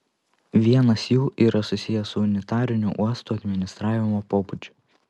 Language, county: Lithuanian, Panevėžys